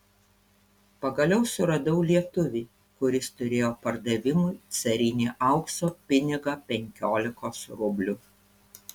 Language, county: Lithuanian, Panevėžys